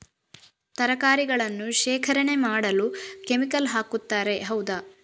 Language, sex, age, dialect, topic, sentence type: Kannada, female, 36-40, Coastal/Dakshin, agriculture, question